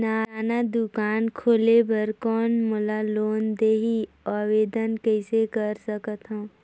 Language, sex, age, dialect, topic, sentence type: Chhattisgarhi, female, 56-60, Northern/Bhandar, banking, question